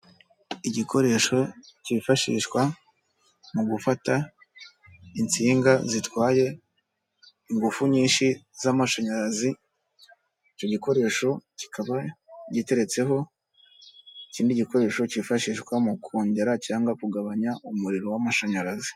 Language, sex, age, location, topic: Kinyarwanda, male, 18-24, Kigali, government